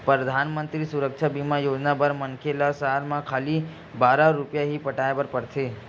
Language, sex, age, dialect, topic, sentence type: Chhattisgarhi, male, 60-100, Western/Budati/Khatahi, banking, statement